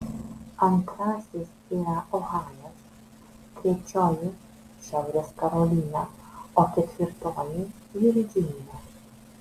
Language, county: Lithuanian, Vilnius